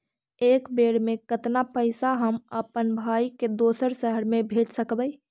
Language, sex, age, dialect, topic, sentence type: Magahi, female, 46-50, Central/Standard, banking, question